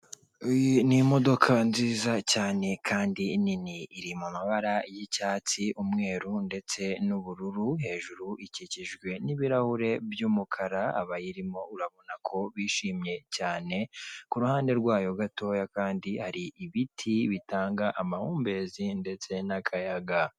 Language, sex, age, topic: Kinyarwanda, male, 18-24, government